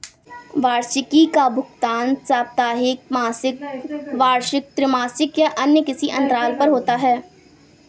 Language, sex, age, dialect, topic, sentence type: Hindi, female, 46-50, Awadhi Bundeli, banking, statement